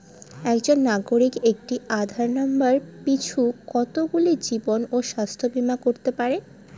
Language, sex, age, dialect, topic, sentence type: Bengali, female, 18-24, Northern/Varendri, banking, question